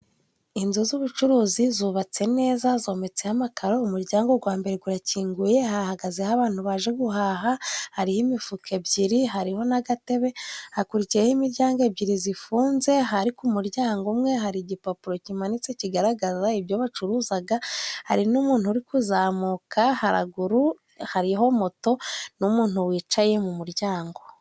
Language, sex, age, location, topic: Kinyarwanda, female, 25-35, Musanze, finance